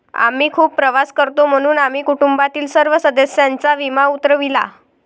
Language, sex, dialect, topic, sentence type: Marathi, female, Varhadi, banking, statement